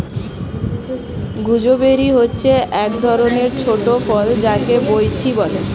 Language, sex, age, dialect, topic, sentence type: Bengali, female, 25-30, Standard Colloquial, agriculture, statement